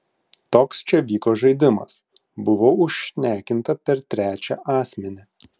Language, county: Lithuanian, Klaipėda